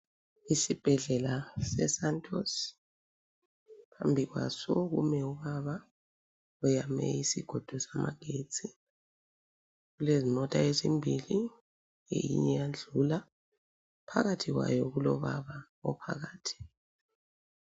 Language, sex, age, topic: North Ndebele, female, 36-49, health